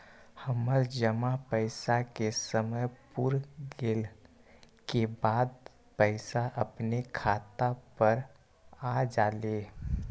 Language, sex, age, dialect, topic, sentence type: Magahi, male, 25-30, Western, banking, question